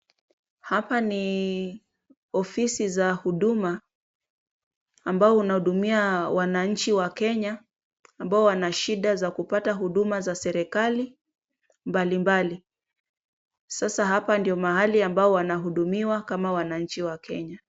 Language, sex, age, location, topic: Swahili, female, 25-35, Kisumu, government